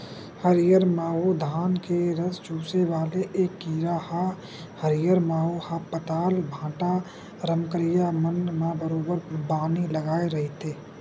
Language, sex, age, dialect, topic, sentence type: Chhattisgarhi, male, 56-60, Western/Budati/Khatahi, agriculture, statement